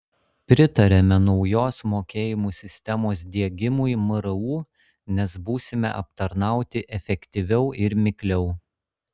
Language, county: Lithuanian, Šiauliai